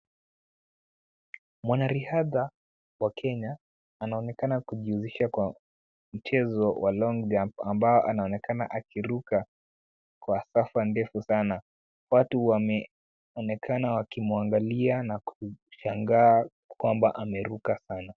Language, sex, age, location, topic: Swahili, male, 18-24, Kisumu, government